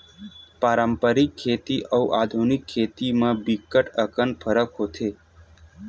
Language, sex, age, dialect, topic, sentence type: Chhattisgarhi, male, 25-30, Western/Budati/Khatahi, agriculture, statement